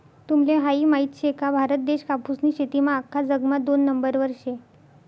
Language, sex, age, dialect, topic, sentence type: Marathi, female, 60-100, Northern Konkan, agriculture, statement